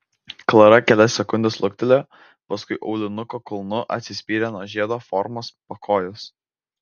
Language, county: Lithuanian, Vilnius